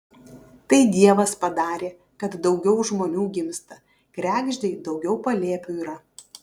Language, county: Lithuanian, Kaunas